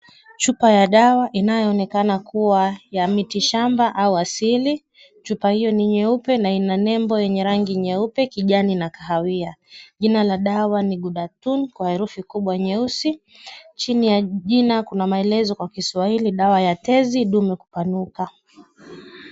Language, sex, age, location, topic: Swahili, female, 25-35, Kisumu, health